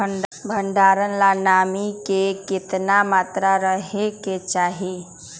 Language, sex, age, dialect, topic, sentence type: Magahi, female, 18-24, Western, agriculture, question